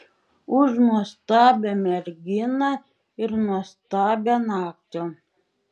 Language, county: Lithuanian, Šiauliai